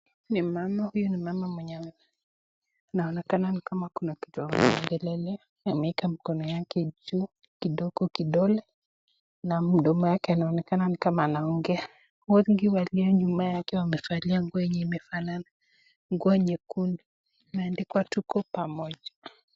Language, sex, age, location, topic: Swahili, female, 25-35, Nakuru, government